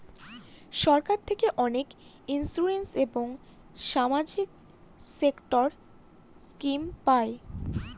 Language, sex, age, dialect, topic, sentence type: Bengali, female, 18-24, Northern/Varendri, banking, statement